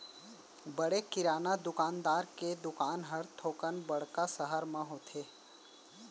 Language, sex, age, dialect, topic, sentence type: Chhattisgarhi, male, 18-24, Central, agriculture, statement